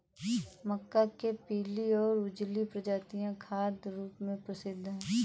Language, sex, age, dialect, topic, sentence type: Hindi, female, 18-24, Awadhi Bundeli, agriculture, statement